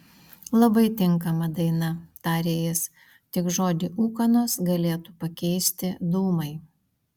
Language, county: Lithuanian, Vilnius